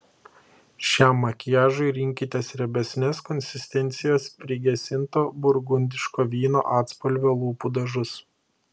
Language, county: Lithuanian, Klaipėda